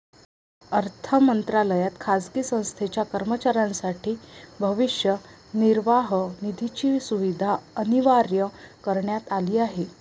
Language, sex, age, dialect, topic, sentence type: Marathi, female, 18-24, Varhadi, banking, statement